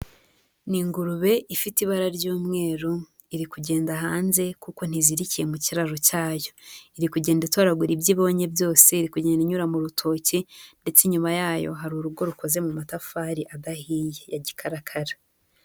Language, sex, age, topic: Kinyarwanda, female, 18-24, agriculture